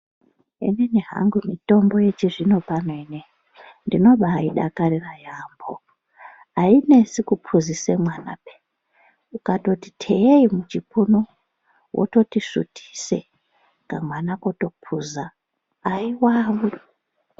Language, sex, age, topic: Ndau, female, 36-49, health